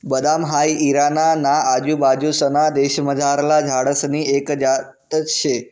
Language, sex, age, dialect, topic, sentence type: Marathi, male, 18-24, Northern Konkan, agriculture, statement